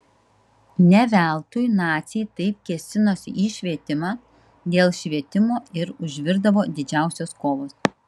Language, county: Lithuanian, Kaunas